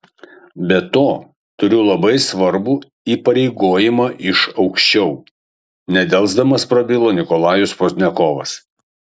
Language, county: Lithuanian, Kaunas